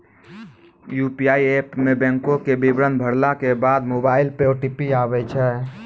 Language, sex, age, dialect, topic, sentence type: Maithili, male, 18-24, Angika, banking, statement